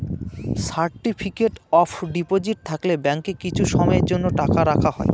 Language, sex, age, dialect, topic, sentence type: Bengali, male, 31-35, Northern/Varendri, banking, statement